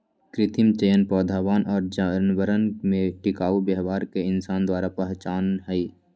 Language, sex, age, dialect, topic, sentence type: Magahi, male, 25-30, Western, agriculture, statement